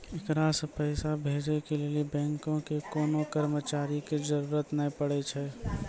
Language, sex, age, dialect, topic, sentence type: Maithili, male, 18-24, Angika, banking, statement